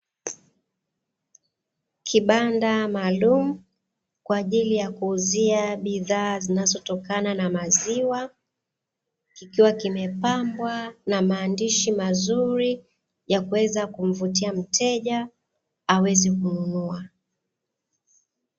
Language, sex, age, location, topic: Swahili, female, 25-35, Dar es Salaam, finance